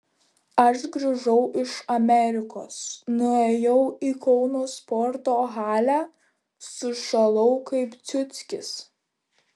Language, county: Lithuanian, Kaunas